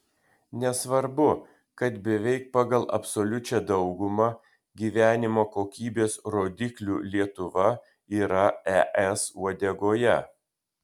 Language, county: Lithuanian, Kaunas